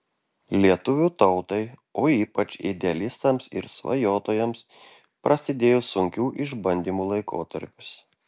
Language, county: Lithuanian, Klaipėda